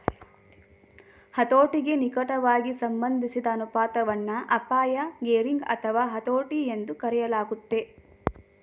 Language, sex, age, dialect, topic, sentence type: Kannada, female, 18-24, Mysore Kannada, banking, statement